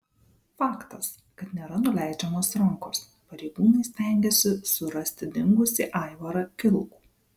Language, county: Lithuanian, Vilnius